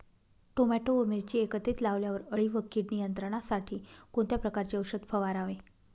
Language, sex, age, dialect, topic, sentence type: Marathi, female, 25-30, Northern Konkan, agriculture, question